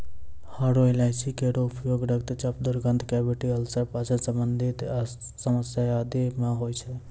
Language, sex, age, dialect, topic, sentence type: Maithili, male, 18-24, Angika, agriculture, statement